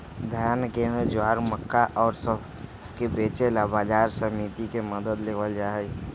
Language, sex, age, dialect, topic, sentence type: Magahi, male, 31-35, Western, agriculture, statement